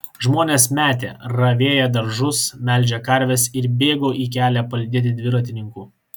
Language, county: Lithuanian, Klaipėda